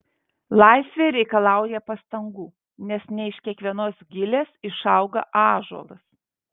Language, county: Lithuanian, Vilnius